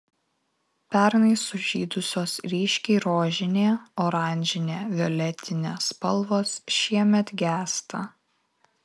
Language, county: Lithuanian, Kaunas